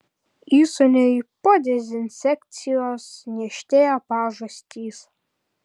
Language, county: Lithuanian, Kaunas